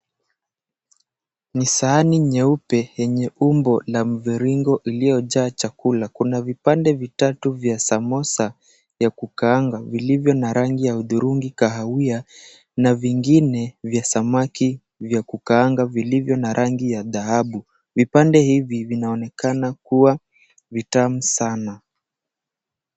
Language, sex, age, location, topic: Swahili, male, 18-24, Mombasa, agriculture